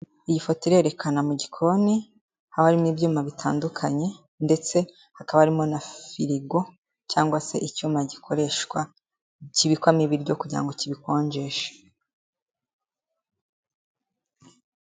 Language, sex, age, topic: Kinyarwanda, female, 18-24, finance